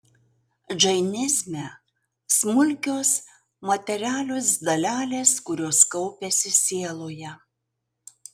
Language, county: Lithuanian, Utena